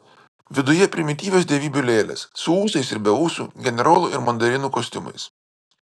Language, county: Lithuanian, Vilnius